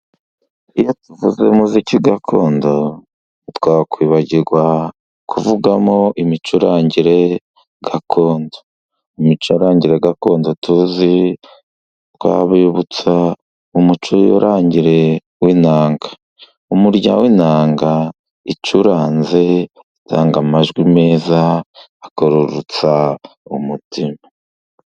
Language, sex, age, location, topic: Kinyarwanda, male, 50+, Musanze, government